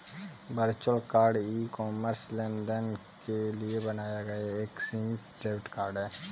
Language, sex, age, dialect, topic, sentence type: Hindi, male, 18-24, Kanauji Braj Bhasha, banking, statement